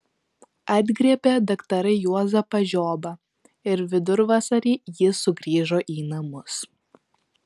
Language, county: Lithuanian, Vilnius